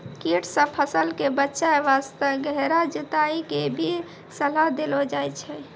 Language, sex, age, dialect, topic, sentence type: Maithili, male, 18-24, Angika, agriculture, statement